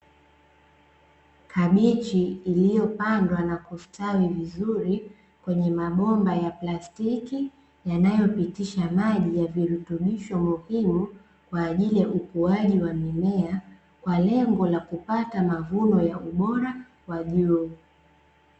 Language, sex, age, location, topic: Swahili, female, 25-35, Dar es Salaam, agriculture